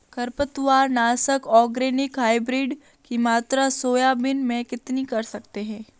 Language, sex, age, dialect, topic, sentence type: Hindi, female, 18-24, Marwari Dhudhari, agriculture, question